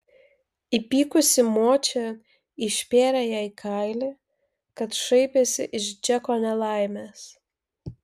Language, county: Lithuanian, Vilnius